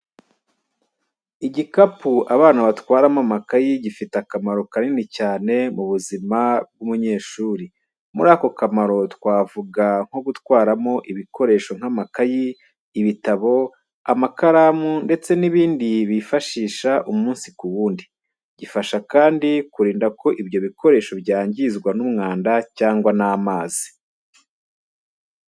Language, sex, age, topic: Kinyarwanda, male, 25-35, education